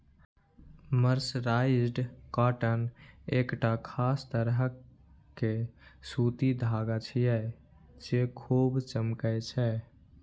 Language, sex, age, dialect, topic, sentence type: Maithili, male, 18-24, Eastern / Thethi, agriculture, statement